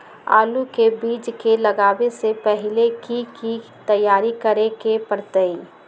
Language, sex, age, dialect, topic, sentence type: Magahi, female, 25-30, Western, agriculture, question